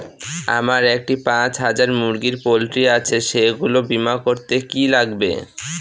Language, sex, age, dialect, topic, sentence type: Bengali, male, 18-24, Northern/Varendri, banking, question